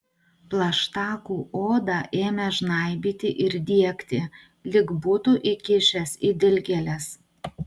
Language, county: Lithuanian, Utena